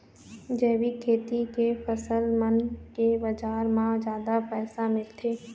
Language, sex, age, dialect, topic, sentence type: Chhattisgarhi, female, 18-24, Eastern, agriculture, statement